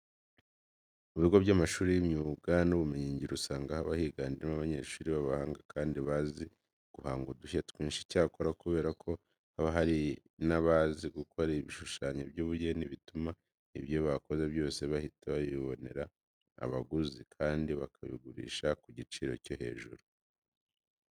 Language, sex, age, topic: Kinyarwanda, male, 25-35, education